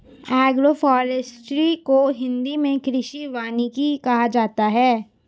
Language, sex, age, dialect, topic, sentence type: Hindi, female, 18-24, Hindustani Malvi Khadi Boli, agriculture, statement